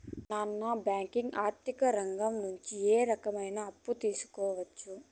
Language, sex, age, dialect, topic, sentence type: Telugu, female, 25-30, Southern, banking, question